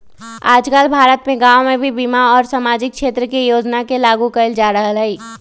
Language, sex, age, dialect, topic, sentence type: Magahi, male, 25-30, Western, banking, statement